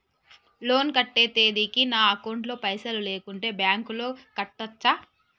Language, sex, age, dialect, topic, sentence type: Telugu, male, 18-24, Telangana, banking, question